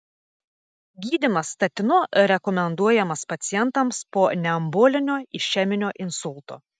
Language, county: Lithuanian, Telšiai